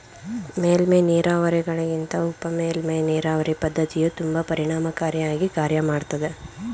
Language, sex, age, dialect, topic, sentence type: Kannada, female, 25-30, Mysore Kannada, agriculture, statement